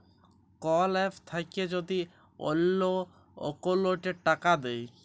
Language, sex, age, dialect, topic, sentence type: Bengali, male, 18-24, Jharkhandi, banking, statement